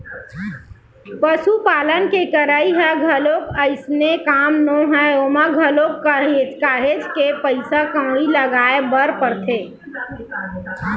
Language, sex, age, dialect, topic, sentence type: Chhattisgarhi, male, 18-24, Western/Budati/Khatahi, banking, statement